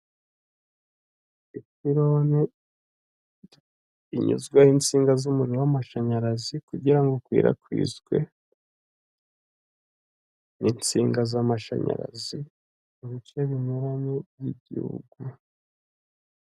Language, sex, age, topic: Kinyarwanda, male, 25-35, government